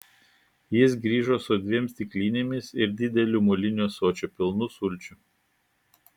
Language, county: Lithuanian, Klaipėda